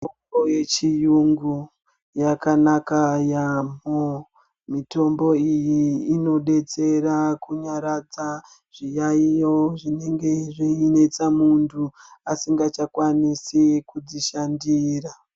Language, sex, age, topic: Ndau, female, 36-49, health